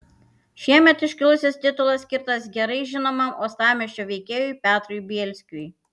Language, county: Lithuanian, Panevėžys